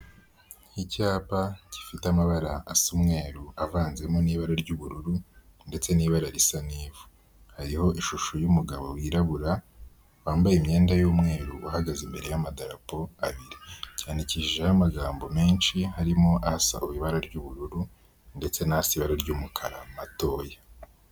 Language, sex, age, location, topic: Kinyarwanda, male, 18-24, Kigali, health